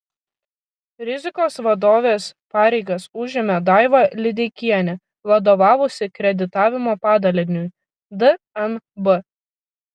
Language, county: Lithuanian, Kaunas